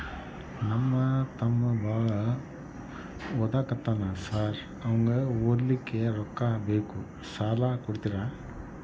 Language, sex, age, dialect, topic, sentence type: Kannada, male, 41-45, Dharwad Kannada, banking, question